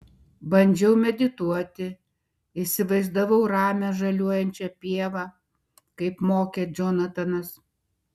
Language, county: Lithuanian, Šiauliai